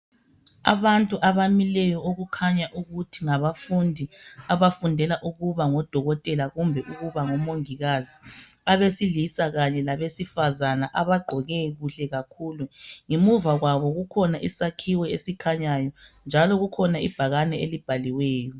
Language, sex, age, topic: North Ndebele, male, 36-49, health